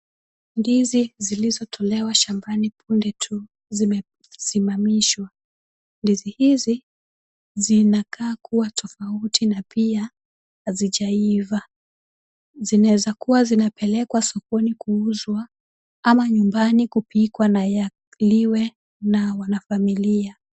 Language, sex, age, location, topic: Swahili, female, 25-35, Kisumu, agriculture